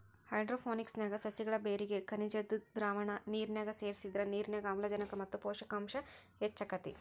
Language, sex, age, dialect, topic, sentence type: Kannada, female, 18-24, Dharwad Kannada, agriculture, statement